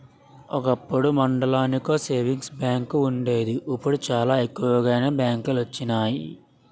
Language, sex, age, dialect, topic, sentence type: Telugu, male, 56-60, Utterandhra, banking, statement